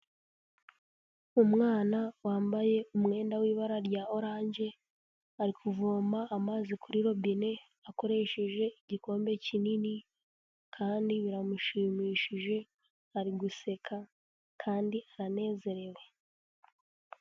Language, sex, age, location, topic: Kinyarwanda, female, 18-24, Huye, health